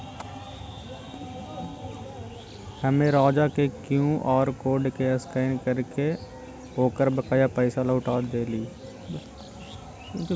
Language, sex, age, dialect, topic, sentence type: Magahi, male, 60-100, Western, banking, statement